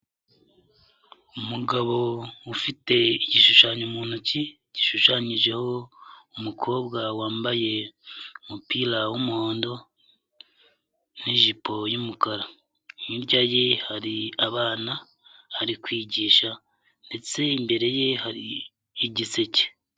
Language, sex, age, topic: Kinyarwanda, male, 25-35, education